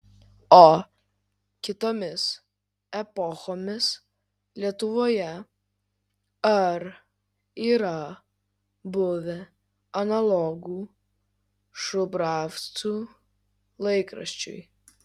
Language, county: Lithuanian, Kaunas